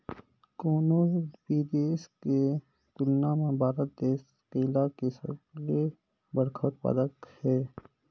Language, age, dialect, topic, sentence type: Chhattisgarhi, 18-24, Northern/Bhandar, agriculture, statement